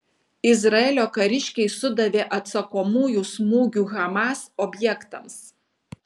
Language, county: Lithuanian, Kaunas